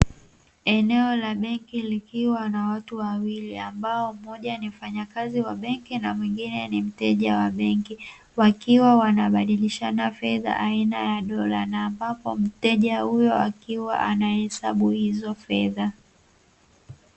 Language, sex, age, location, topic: Swahili, female, 18-24, Dar es Salaam, finance